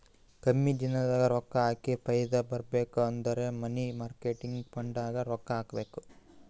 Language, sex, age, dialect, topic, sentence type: Kannada, male, 25-30, Northeastern, banking, statement